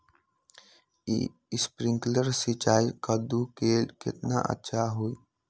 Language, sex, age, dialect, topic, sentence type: Magahi, male, 18-24, Western, agriculture, question